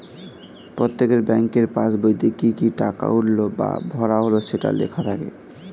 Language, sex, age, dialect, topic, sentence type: Bengali, male, 18-24, Standard Colloquial, banking, statement